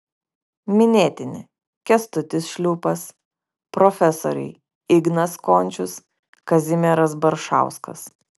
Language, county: Lithuanian, Kaunas